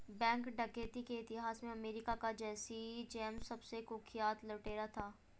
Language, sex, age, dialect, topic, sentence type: Hindi, female, 25-30, Hindustani Malvi Khadi Boli, banking, statement